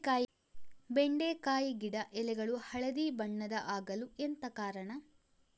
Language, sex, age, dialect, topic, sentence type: Kannada, female, 56-60, Coastal/Dakshin, agriculture, question